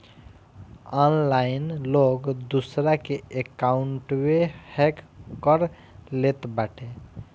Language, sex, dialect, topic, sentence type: Bhojpuri, male, Northern, banking, statement